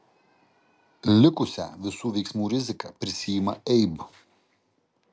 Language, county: Lithuanian, Kaunas